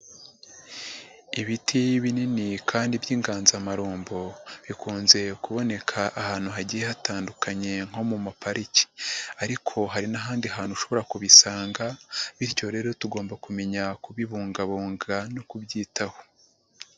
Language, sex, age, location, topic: Kinyarwanda, male, 50+, Nyagatare, agriculture